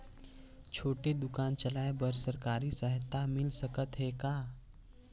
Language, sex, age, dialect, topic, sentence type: Chhattisgarhi, male, 18-24, Northern/Bhandar, banking, question